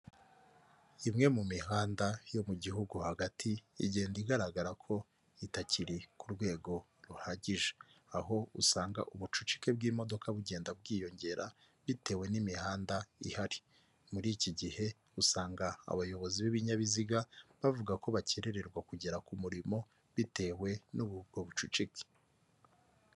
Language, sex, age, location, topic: Kinyarwanda, male, 25-35, Kigali, government